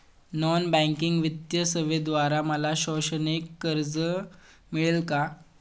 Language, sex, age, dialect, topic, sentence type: Marathi, male, 18-24, Standard Marathi, banking, question